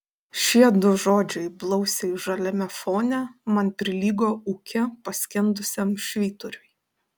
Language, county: Lithuanian, Panevėžys